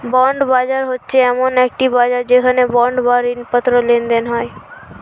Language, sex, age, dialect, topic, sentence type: Bengali, female, 18-24, Standard Colloquial, banking, statement